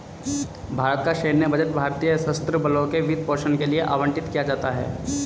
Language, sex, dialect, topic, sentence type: Hindi, male, Hindustani Malvi Khadi Boli, banking, statement